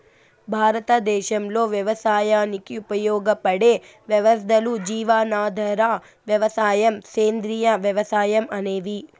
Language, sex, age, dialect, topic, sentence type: Telugu, female, 18-24, Southern, agriculture, statement